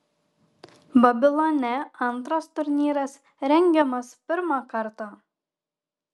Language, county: Lithuanian, Šiauliai